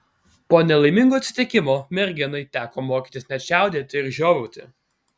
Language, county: Lithuanian, Alytus